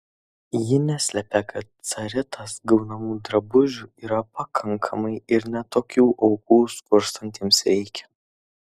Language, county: Lithuanian, Kaunas